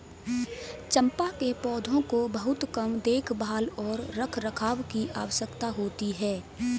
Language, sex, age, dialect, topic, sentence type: Hindi, female, 18-24, Kanauji Braj Bhasha, agriculture, statement